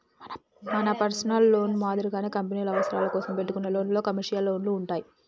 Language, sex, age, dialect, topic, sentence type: Telugu, male, 18-24, Telangana, banking, statement